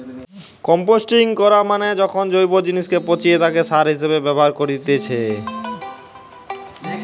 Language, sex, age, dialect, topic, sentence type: Bengali, female, 18-24, Western, agriculture, statement